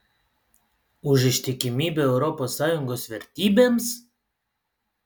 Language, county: Lithuanian, Utena